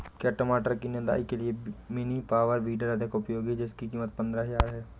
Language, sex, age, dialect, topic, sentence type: Hindi, male, 25-30, Awadhi Bundeli, agriculture, question